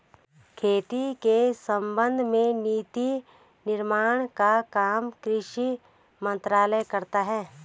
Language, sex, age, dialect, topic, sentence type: Hindi, female, 31-35, Garhwali, agriculture, statement